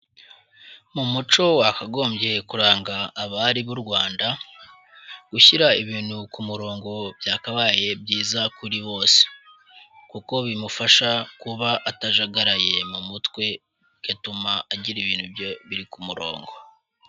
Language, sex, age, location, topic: Kinyarwanda, male, 18-24, Huye, education